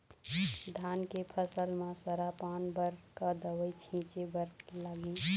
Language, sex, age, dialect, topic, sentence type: Chhattisgarhi, female, 31-35, Eastern, agriculture, question